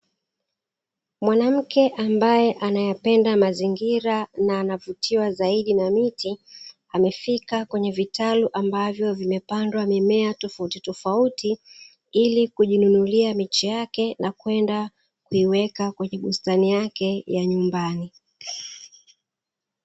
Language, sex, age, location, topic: Swahili, female, 36-49, Dar es Salaam, agriculture